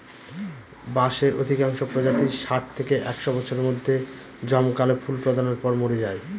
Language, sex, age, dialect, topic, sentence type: Bengali, male, 25-30, Northern/Varendri, agriculture, statement